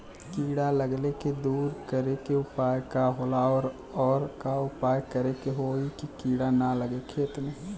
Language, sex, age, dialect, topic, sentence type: Bhojpuri, male, 18-24, Western, agriculture, question